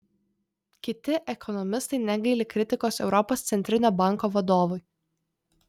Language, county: Lithuanian, Vilnius